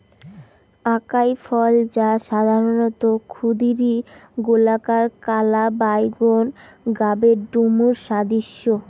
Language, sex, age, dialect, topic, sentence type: Bengali, female, 18-24, Rajbangshi, agriculture, statement